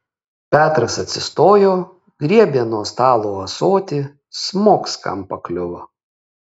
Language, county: Lithuanian, Kaunas